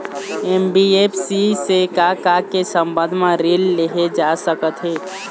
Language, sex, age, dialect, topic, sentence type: Chhattisgarhi, male, 18-24, Eastern, banking, question